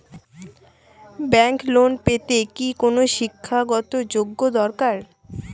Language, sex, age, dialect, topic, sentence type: Bengali, female, 18-24, Rajbangshi, banking, question